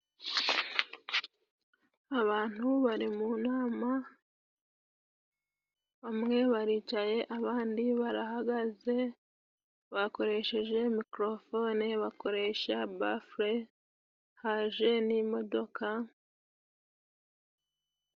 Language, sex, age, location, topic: Kinyarwanda, female, 25-35, Musanze, government